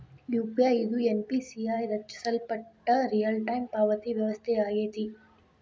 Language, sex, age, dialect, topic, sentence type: Kannada, female, 18-24, Dharwad Kannada, banking, statement